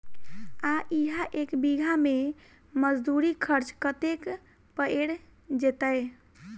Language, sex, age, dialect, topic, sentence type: Maithili, female, 18-24, Southern/Standard, agriculture, question